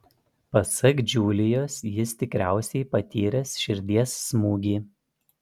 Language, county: Lithuanian, Panevėžys